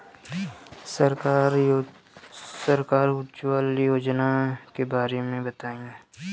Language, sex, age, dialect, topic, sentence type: Bhojpuri, male, 18-24, Southern / Standard, banking, question